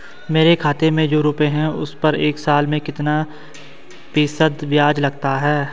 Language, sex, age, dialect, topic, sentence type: Hindi, male, 18-24, Hindustani Malvi Khadi Boli, banking, question